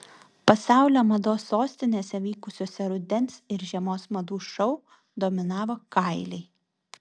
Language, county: Lithuanian, Vilnius